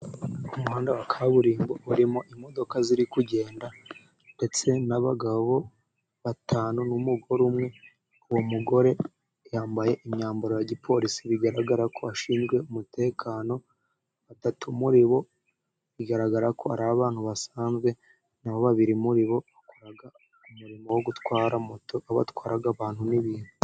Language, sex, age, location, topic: Kinyarwanda, male, 18-24, Musanze, government